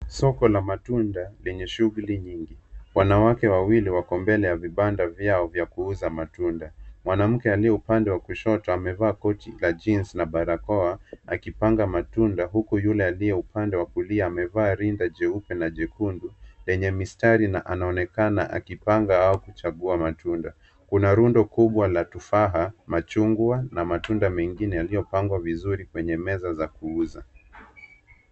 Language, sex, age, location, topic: Swahili, male, 25-35, Nairobi, finance